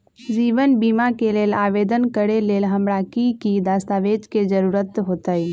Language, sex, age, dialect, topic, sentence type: Magahi, female, 25-30, Western, banking, question